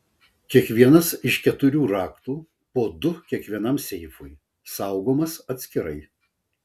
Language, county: Lithuanian, Vilnius